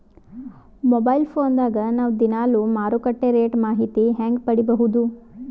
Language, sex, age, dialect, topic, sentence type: Kannada, female, 18-24, Northeastern, agriculture, question